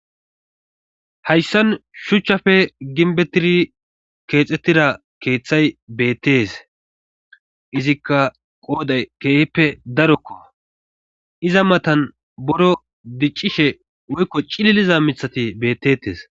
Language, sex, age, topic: Gamo, male, 25-35, government